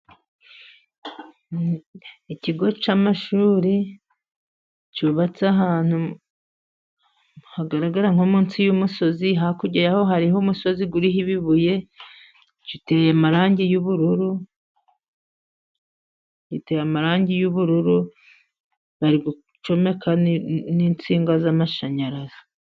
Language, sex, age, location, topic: Kinyarwanda, male, 50+, Musanze, education